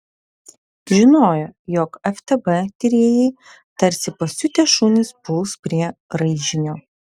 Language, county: Lithuanian, Vilnius